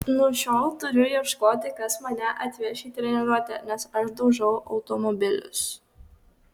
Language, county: Lithuanian, Kaunas